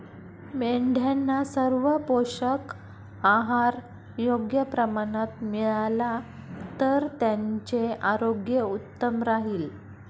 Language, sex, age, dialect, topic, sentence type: Marathi, female, 25-30, Standard Marathi, agriculture, statement